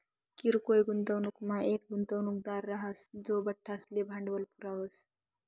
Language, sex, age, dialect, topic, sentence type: Marathi, female, 41-45, Northern Konkan, banking, statement